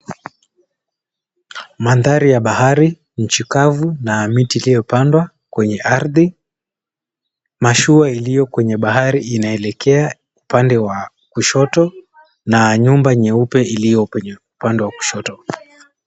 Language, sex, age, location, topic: Swahili, male, 18-24, Mombasa, government